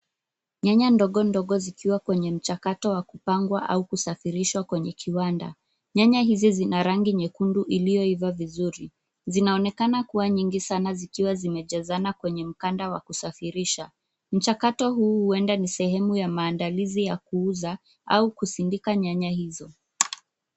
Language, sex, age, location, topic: Swahili, female, 25-35, Nairobi, agriculture